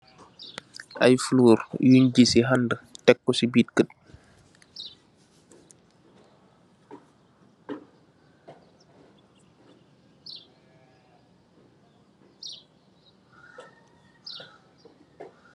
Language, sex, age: Wolof, male, 25-35